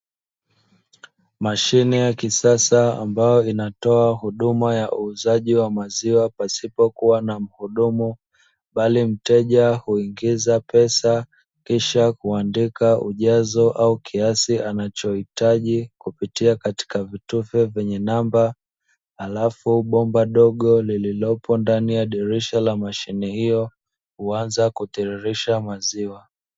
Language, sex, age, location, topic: Swahili, male, 25-35, Dar es Salaam, finance